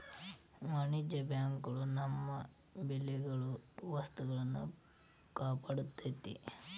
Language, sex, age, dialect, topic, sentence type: Kannada, male, 18-24, Dharwad Kannada, banking, statement